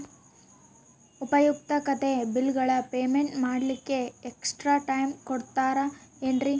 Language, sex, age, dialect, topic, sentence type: Kannada, female, 18-24, Central, banking, question